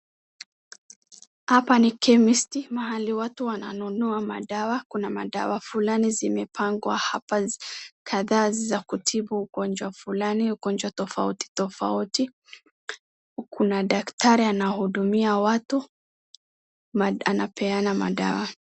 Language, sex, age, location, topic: Swahili, male, 18-24, Wajir, health